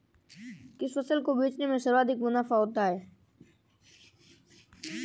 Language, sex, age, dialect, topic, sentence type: Hindi, female, 18-24, Marwari Dhudhari, agriculture, statement